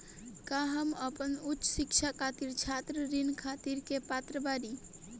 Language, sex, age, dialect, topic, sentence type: Bhojpuri, female, 18-24, Northern, banking, statement